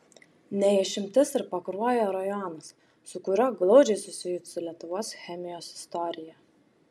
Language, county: Lithuanian, Šiauliai